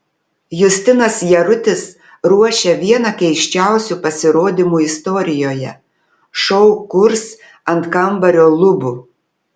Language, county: Lithuanian, Telšiai